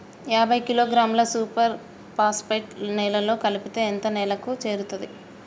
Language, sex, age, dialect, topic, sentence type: Telugu, female, 31-35, Telangana, agriculture, question